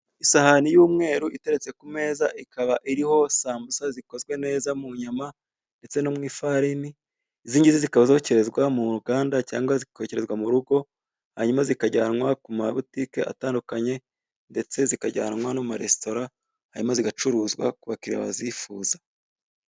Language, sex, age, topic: Kinyarwanda, male, 25-35, finance